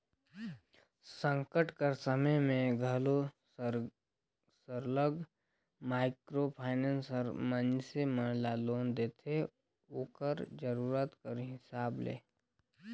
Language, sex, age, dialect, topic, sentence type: Chhattisgarhi, male, 25-30, Northern/Bhandar, banking, statement